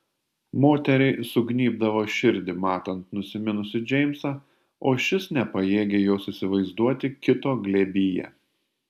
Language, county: Lithuanian, Panevėžys